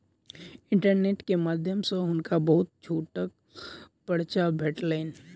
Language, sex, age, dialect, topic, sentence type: Maithili, male, 18-24, Southern/Standard, banking, statement